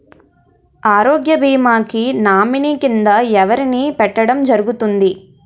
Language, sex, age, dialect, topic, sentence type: Telugu, female, 18-24, Utterandhra, banking, question